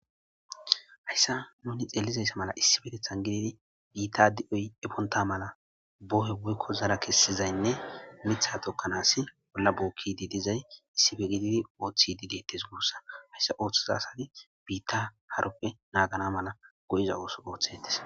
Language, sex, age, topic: Gamo, male, 25-35, agriculture